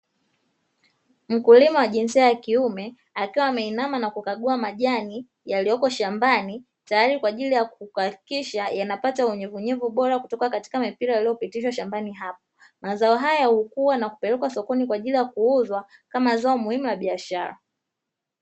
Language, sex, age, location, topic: Swahili, female, 25-35, Dar es Salaam, agriculture